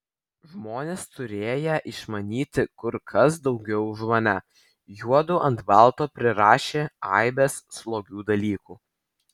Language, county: Lithuanian, Vilnius